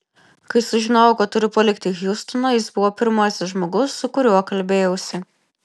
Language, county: Lithuanian, Vilnius